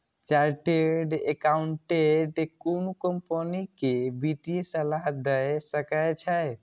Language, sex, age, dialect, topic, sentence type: Maithili, male, 18-24, Eastern / Thethi, banking, statement